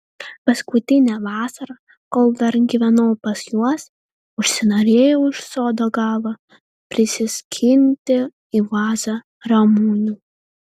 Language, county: Lithuanian, Vilnius